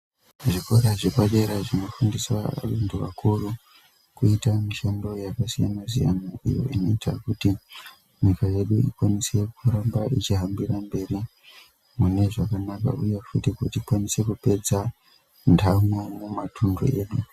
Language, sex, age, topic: Ndau, male, 25-35, education